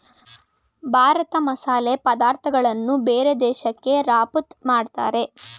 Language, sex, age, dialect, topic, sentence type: Kannada, female, 18-24, Mysore Kannada, banking, statement